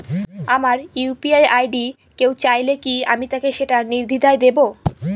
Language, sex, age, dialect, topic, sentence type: Bengali, female, 18-24, Northern/Varendri, banking, question